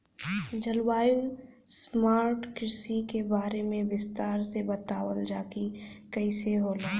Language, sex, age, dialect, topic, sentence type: Bhojpuri, female, 18-24, Western, agriculture, question